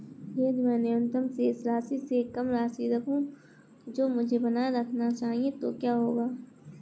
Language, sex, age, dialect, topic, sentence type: Hindi, female, 25-30, Marwari Dhudhari, banking, question